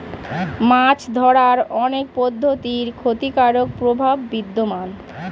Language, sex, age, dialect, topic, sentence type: Bengali, female, 31-35, Standard Colloquial, agriculture, statement